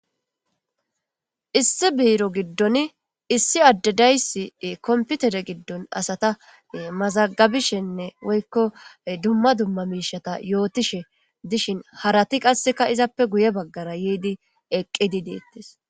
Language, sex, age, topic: Gamo, female, 25-35, government